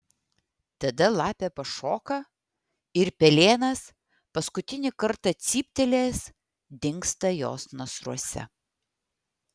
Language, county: Lithuanian, Vilnius